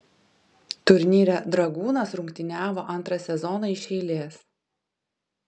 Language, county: Lithuanian, Kaunas